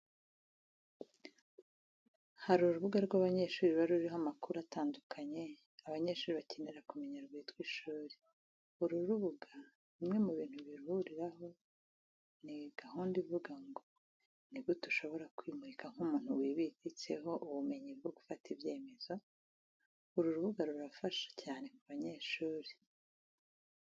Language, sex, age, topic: Kinyarwanda, female, 36-49, education